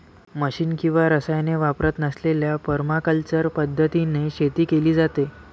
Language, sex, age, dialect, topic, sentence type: Marathi, male, 18-24, Varhadi, agriculture, statement